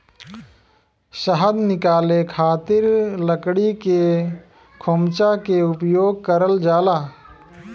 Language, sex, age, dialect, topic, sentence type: Bhojpuri, male, 25-30, Western, agriculture, statement